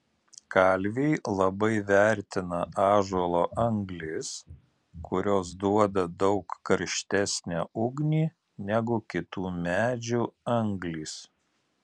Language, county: Lithuanian, Alytus